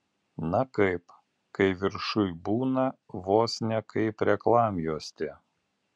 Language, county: Lithuanian, Alytus